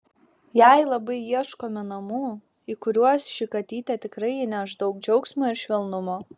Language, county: Lithuanian, Šiauliai